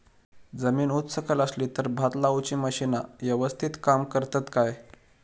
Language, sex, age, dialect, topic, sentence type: Marathi, male, 18-24, Southern Konkan, agriculture, question